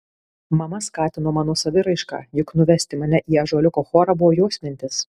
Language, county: Lithuanian, Kaunas